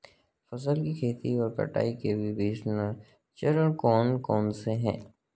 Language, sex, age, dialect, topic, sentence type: Hindi, male, 18-24, Marwari Dhudhari, agriculture, question